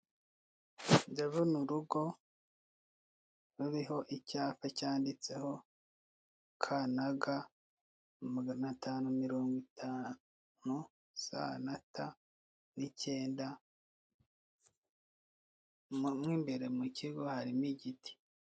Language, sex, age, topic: Kinyarwanda, male, 25-35, government